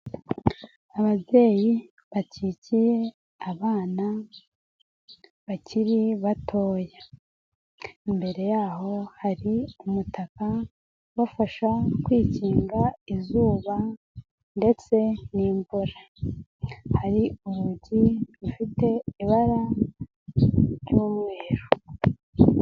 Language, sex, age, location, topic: Kinyarwanda, female, 18-24, Nyagatare, health